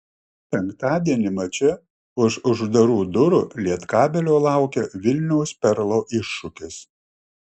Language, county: Lithuanian, Klaipėda